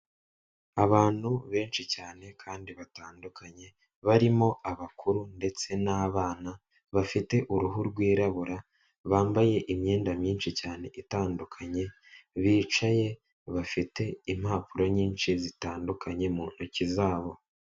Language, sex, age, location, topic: Kinyarwanda, male, 36-49, Kigali, finance